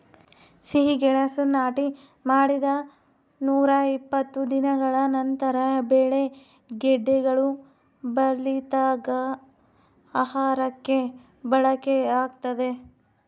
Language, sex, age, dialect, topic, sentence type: Kannada, female, 18-24, Central, agriculture, statement